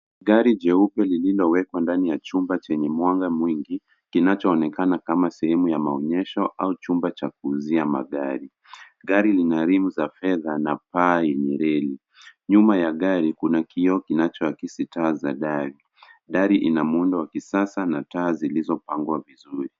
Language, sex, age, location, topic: Swahili, male, 18-24, Nairobi, finance